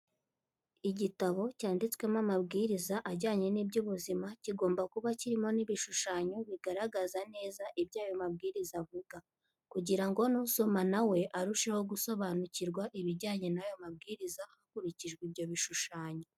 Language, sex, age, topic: Kinyarwanda, female, 18-24, health